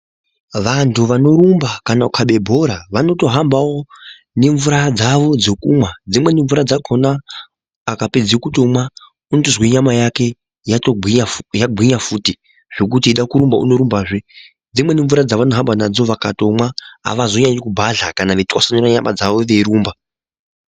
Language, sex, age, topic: Ndau, male, 18-24, health